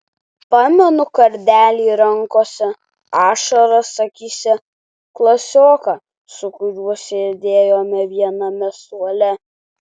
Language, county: Lithuanian, Alytus